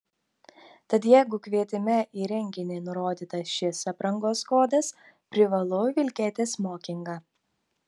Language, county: Lithuanian, Telšiai